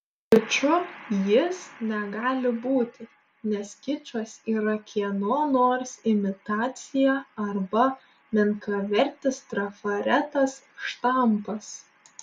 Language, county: Lithuanian, Šiauliai